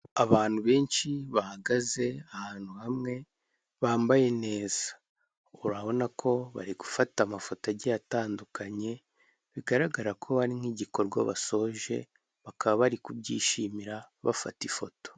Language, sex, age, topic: Kinyarwanda, male, 18-24, government